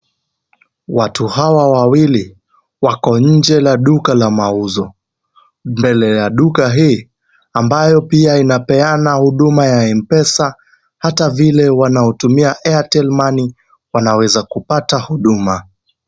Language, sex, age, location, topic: Swahili, male, 18-24, Kisumu, finance